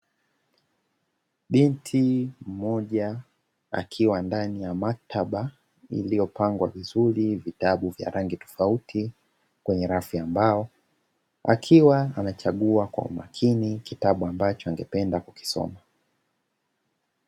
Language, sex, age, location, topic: Swahili, male, 25-35, Dar es Salaam, education